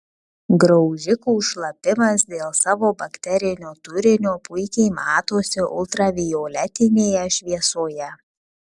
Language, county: Lithuanian, Kaunas